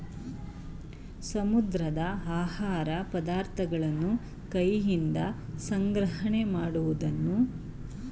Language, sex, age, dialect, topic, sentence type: Kannada, female, 36-40, Mysore Kannada, agriculture, statement